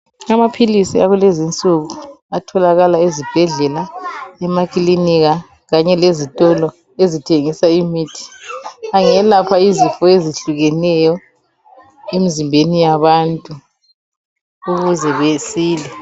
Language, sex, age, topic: North Ndebele, female, 36-49, health